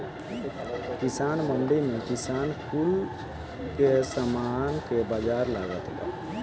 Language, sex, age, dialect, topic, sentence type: Bhojpuri, male, 18-24, Southern / Standard, agriculture, statement